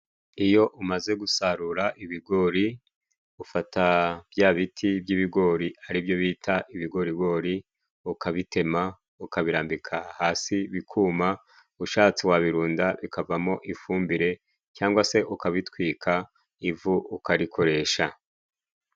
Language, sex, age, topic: Kinyarwanda, male, 36-49, agriculture